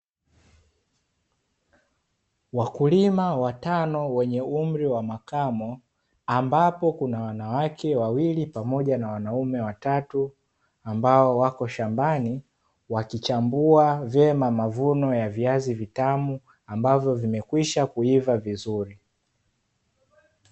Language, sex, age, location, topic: Swahili, male, 18-24, Dar es Salaam, agriculture